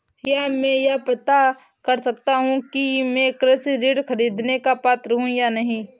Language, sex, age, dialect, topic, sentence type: Hindi, female, 18-24, Awadhi Bundeli, banking, question